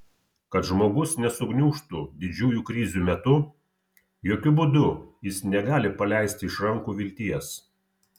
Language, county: Lithuanian, Vilnius